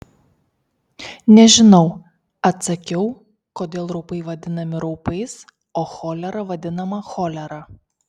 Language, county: Lithuanian, Kaunas